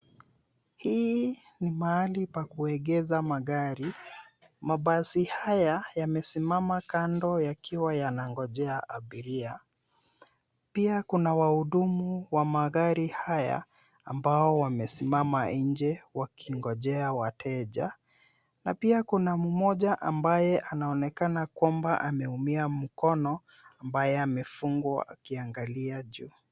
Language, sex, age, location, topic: Swahili, male, 36-49, Nairobi, government